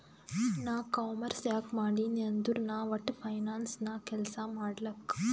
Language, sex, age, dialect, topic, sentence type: Kannada, female, 18-24, Northeastern, banking, statement